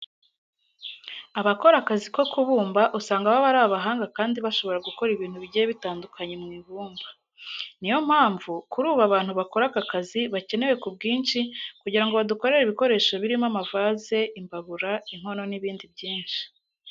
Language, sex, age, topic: Kinyarwanda, female, 18-24, education